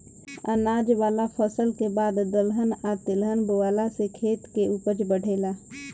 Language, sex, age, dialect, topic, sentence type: Bhojpuri, female, 25-30, Southern / Standard, agriculture, statement